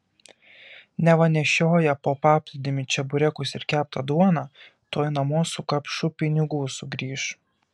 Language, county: Lithuanian, Kaunas